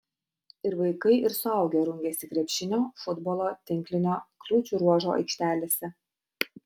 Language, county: Lithuanian, Utena